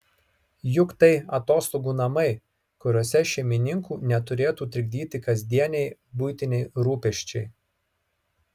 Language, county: Lithuanian, Marijampolė